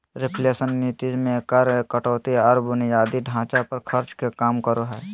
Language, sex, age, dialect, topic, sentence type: Magahi, male, 18-24, Southern, banking, statement